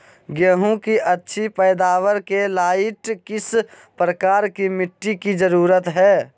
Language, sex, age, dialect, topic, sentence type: Magahi, male, 56-60, Southern, agriculture, question